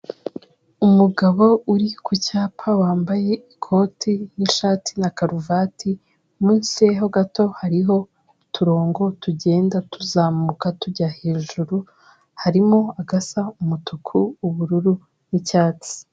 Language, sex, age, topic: Kinyarwanda, female, 18-24, government